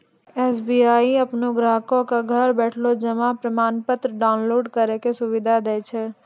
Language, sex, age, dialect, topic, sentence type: Maithili, female, 18-24, Angika, banking, statement